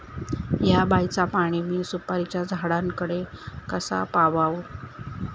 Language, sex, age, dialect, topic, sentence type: Marathi, female, 25-30, Southern Konkan, agriculture, question